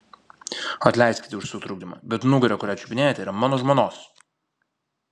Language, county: Lithuanian, Vilnius